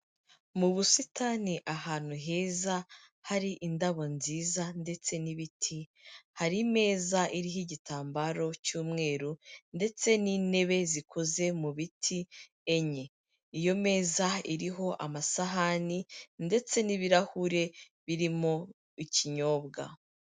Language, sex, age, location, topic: Kinyarwanda, female, 25-35, Kigali, finance